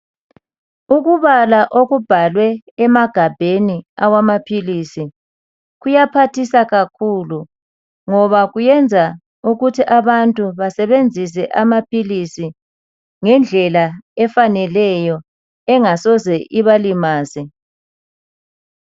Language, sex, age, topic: North Ndebele, male, 50+, health